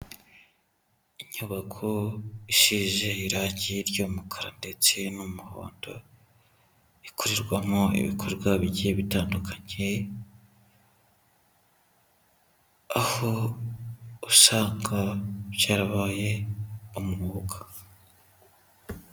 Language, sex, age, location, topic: Kinyarwanda, male, 25-35, Huye, education